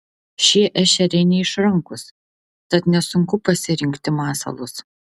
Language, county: Lithuanian, Vilnius